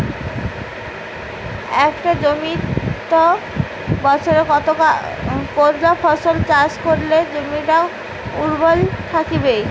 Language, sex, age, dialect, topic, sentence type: Bengali, female, 25-30, Rajbangshi, agriculture, question